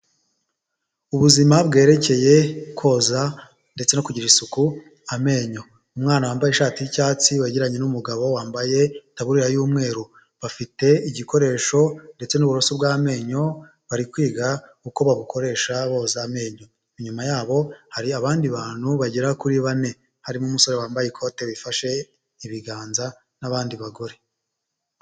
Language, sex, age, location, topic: Kinyarwanda, male, 25-35, Huye, health